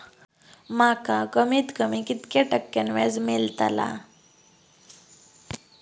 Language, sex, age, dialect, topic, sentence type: Marathi, female, 18-24, Southern Konkan, banking, question